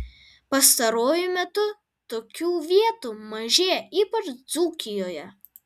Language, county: Lithuanian, Vilnius